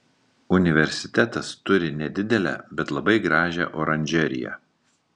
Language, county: Lithuanian, Marijampolė